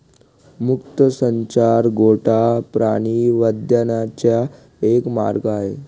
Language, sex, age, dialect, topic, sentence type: Marathi, male, 25-30, Northern Konkan, agriculture, statement